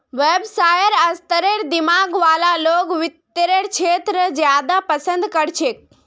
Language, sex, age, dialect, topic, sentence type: Magahi, female, 25-30, Northeastern/Surjapuri, banking, statement